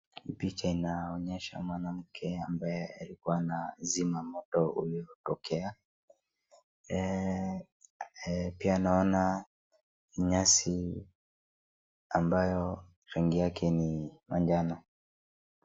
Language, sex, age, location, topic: Swahili, male, 36-49, Wajir, health